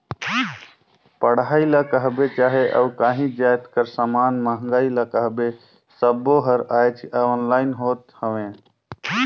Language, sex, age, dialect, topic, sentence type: Chhattisgarhi, male, 25-30, Northern/Bhandar, banking, statement